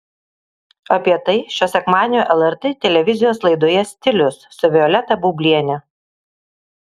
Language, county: Lithuanian, Kaunas